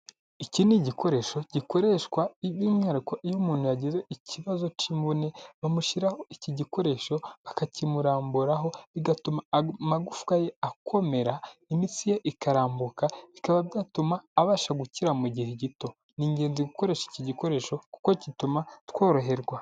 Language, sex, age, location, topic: Kinyarwanda, male, 18-24, Huye, health